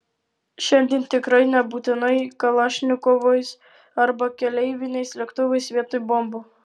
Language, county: Lithuanian, Alytus